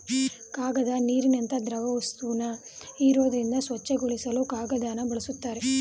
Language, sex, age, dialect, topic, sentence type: Kannada, female, 18-24, Mysore Kannada, agriculture, statement